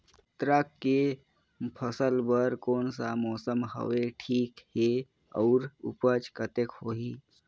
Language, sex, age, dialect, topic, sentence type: Chhattisgarhi, male, 25-30, Northern/Bhandar, agriculture, question